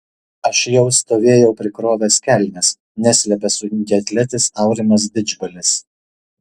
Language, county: Lithuanian, Šiauliai